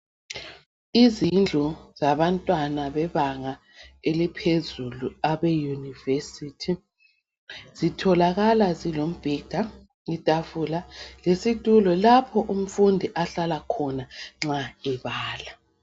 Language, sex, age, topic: North Ndebele, female, 36-49, education